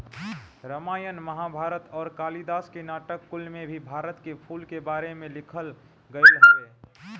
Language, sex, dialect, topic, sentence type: Bhojpuri, male, Northern, agriculture, statement